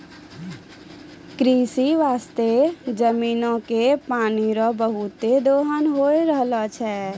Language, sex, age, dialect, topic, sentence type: Maithili, female, 18-24, Angika, agriculture, statement